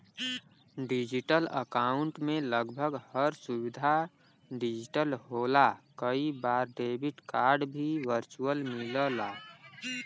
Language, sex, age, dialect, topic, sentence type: Bhojpuri, male, 18-24, Western, banking, statement